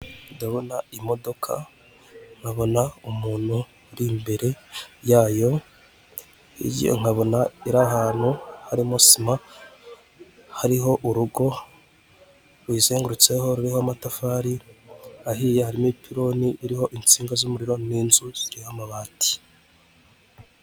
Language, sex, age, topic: Kinyarwanda, male, 25-35, government